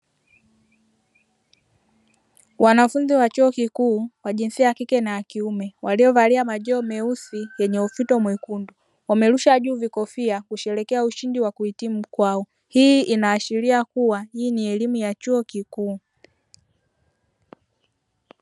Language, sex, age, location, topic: Swahili, female, 25-35, Dar es Salaam, education